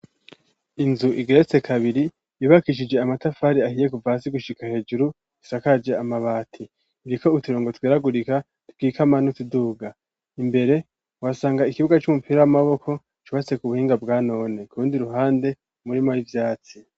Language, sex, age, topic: Rundi, male, 18-24, education